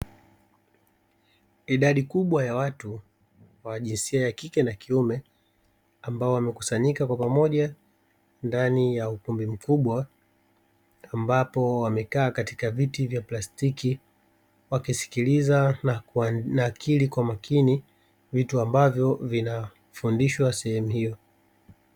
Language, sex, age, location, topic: Swahili, male, 36-49, Dar es Salaam, education